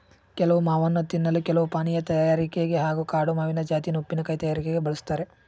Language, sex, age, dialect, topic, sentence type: Kannada, male, 18-24, Mysore Kannada, agriculture, statement